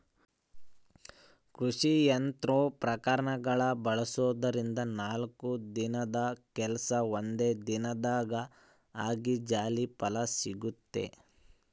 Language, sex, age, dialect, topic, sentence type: Kannada, male, 25-30, Central, agriculture, statement